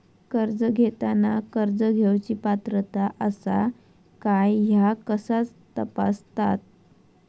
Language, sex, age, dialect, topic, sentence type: Marathi, male, 18-24, Southern Konkan, banking, question